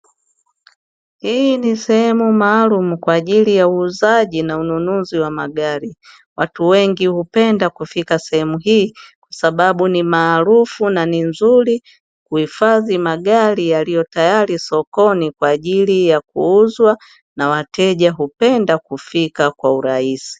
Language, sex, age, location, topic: Swahili, female, 25-35, Dar es Salaam, finance